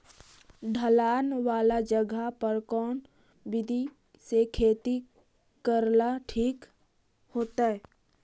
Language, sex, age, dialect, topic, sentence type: Magahi, female, 18-24, Central/Standard, agriculture, question